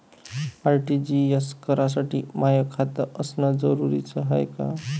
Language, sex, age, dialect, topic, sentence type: Marathi, male, 25-30, Varhadi, banking, question